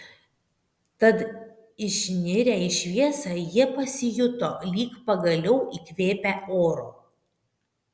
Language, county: Lithuanian, Šiauliai